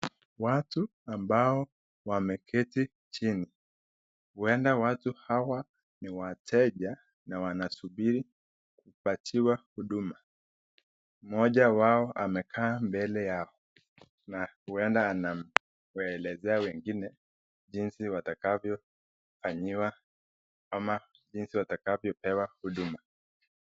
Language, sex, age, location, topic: Swahili, male, 18-24, Nakuru, government